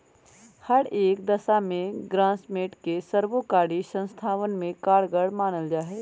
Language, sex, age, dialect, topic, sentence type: Magahi, female, 31-35, Western, banking, statement